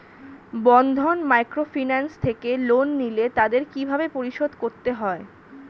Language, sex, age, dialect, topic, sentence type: Bengali, female, 25-30, Standard Colloquial, banking, question